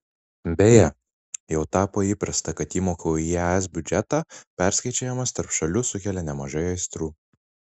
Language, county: Lithuanian, Marijampolė